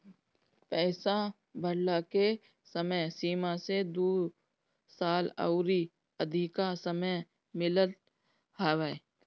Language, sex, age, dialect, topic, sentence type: Bhojpuri, female, 36-40, Northern, agriculture, statement